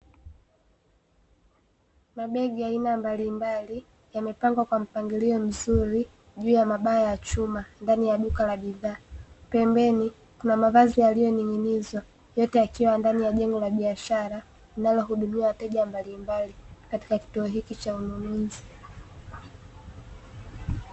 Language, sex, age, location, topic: Swahili, female, 18-24, Dar es Salaam, finance